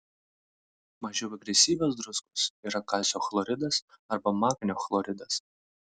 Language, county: Lithuanian, Vilnius